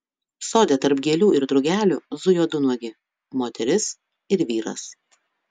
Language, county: Lithuanian, Utena